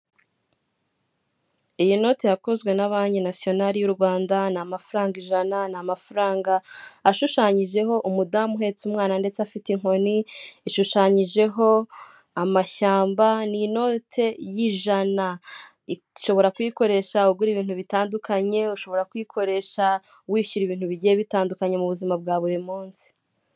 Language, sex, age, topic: Kinyarwanda, female, 18-24, finance